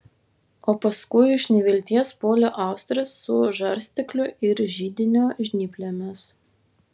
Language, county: Lithuanian, Vilnius